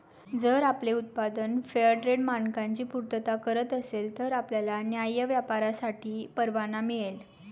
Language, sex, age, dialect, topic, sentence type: Marathi, female, 18-24, Standard Marathi, banking, statement